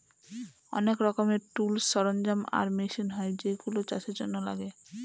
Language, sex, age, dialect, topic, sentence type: Bengali, female, 25-30, Northern/Varendri, agriculture, statement